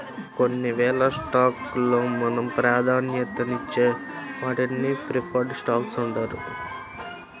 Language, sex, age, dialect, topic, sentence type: Telugu, male, 18-24, Central/Coastal, banking, statement